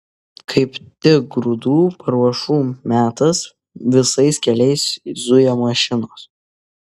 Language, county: Lithuanian, Kaunas